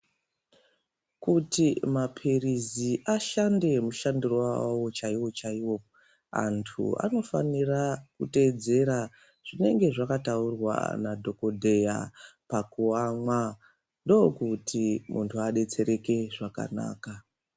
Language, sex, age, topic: Ndau, female, 36-49, health